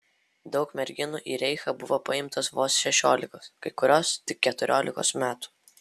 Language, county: Lithuanian, Vilnius